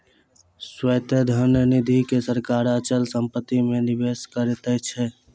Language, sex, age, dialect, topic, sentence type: Maithili, male, 18-24, Southern/Standard, banking, statement